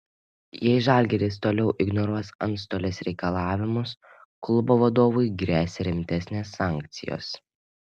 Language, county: Lithuanian, Panevėžys